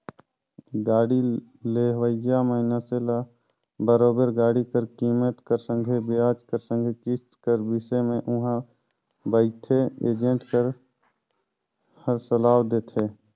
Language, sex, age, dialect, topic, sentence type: Chhattisgarhi, male, 25-30, Northern/Bhandar, banking, statement